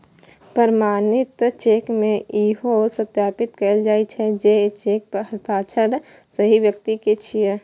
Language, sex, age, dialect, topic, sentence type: Maithili, female, 18-24, Eastern / Thethi, banking, statement